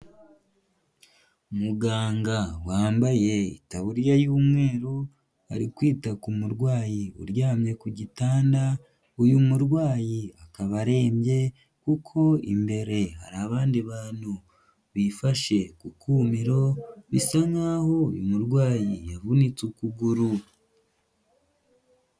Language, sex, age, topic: Kinyarwanda, male, 18-24, health